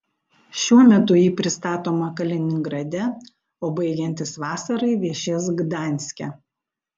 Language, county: Lithuanian, Panevėžys